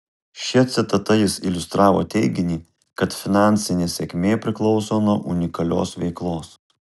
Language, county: Lithuanian, Kaunas